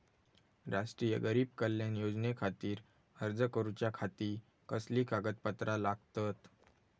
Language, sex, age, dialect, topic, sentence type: Marathi, male, 18-24, Southern Konkan, banking, question